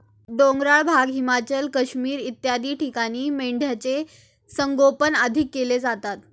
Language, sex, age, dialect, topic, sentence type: Marathi, female, 18-24, Standard Marathi, agriculture, statement